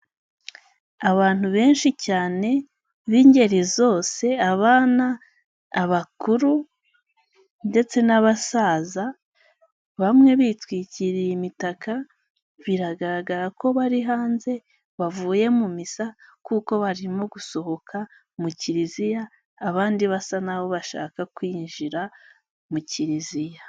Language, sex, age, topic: Kinyarwanda, female, 18-24, finance